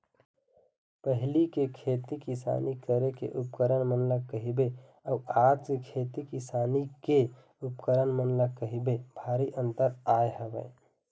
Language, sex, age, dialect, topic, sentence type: Chhattisgarhi, male, 25-30, Eastern, agriculture, statement